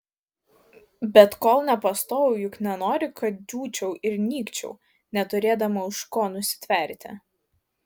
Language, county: Lithuanian, Vilnius